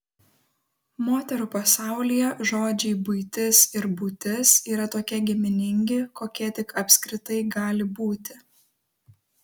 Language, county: Lithuanian, Kaunas